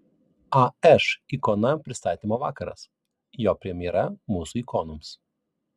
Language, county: Lithuanian, Vilnius